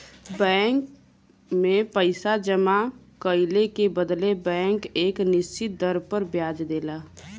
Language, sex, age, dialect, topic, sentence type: Bhojpuri, female, 18-24, Western, banking, statement